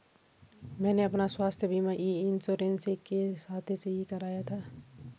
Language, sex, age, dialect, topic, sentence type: Hindi, female, 31-35, Garhwali, banking, statement